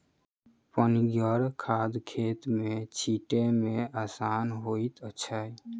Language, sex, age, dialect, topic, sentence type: Maithili, male, 18-24, Southern/Standard, agriculture, statement